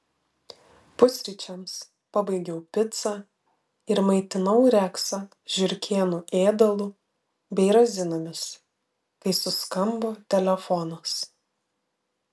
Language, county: Lithuanian, Vilnius